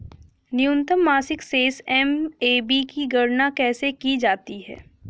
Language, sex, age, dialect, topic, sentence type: Hindi, female, 25-30, Hindustani Malvi Khadi Boli, banking, question